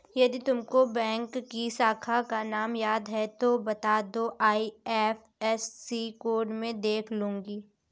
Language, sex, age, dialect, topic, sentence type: Hindi, female, 25-30, Kanauji Braj Bhasha, banking, statement